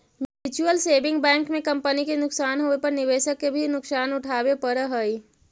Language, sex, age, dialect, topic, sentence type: Magahi, female, 51-55, Central/Standard, banking, statement